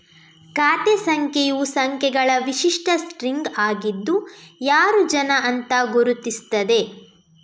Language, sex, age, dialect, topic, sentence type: Kannada, female, 18-24, Coastal/Dakshin, banking, statement